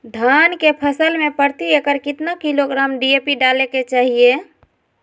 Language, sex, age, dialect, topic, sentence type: Magahi, female, 46-50, Southern, agriculture, question